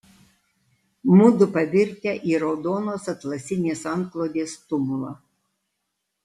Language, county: Lithuanian, Alytus